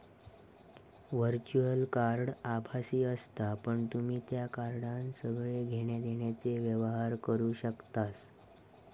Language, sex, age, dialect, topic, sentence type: Marathi, male, 18-24, Southern Konkan, banking, statement